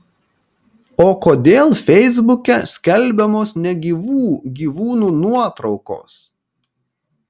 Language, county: Lithuanian, Kaunas